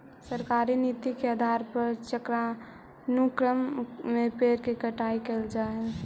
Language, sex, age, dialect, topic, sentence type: Magahi, female, 18-24, Central/Standard, banking, statement